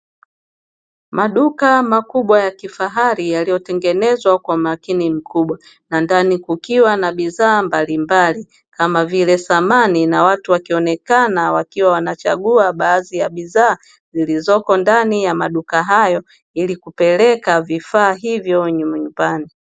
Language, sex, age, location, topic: Swahili, female, 25-35, Dar es Salaam, finance